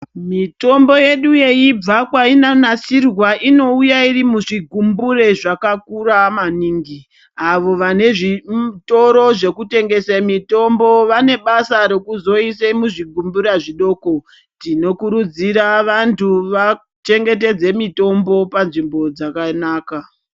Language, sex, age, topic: Ndau, male, 50+, health